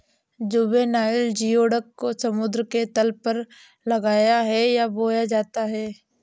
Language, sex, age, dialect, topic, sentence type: Hindi, female, 25-30, Awadhi Bundeli, agriculture, statement